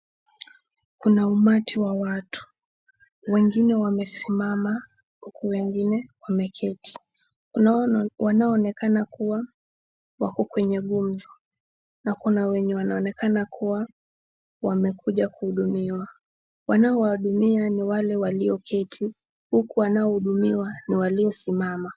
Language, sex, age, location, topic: Swahili, female, 18-24, Nakuru, government